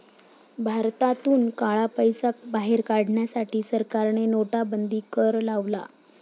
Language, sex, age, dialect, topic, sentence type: Marathi, female, 31-35, Standard Marathi, banking, statement